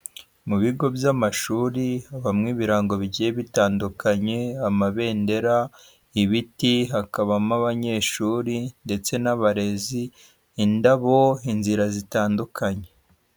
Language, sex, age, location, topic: Kinyarwanda, male, 18-24, Huye, education